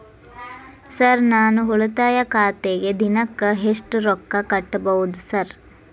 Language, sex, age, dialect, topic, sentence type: Kannada, female, 18-24, Dharwad Kannada, banking, question